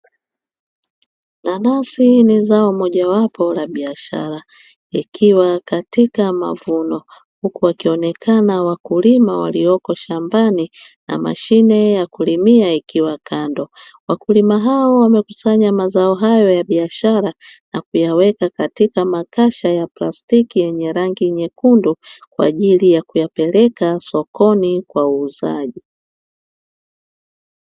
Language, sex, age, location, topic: Swahili, female, 25-35, Dar es Salaam, agriculture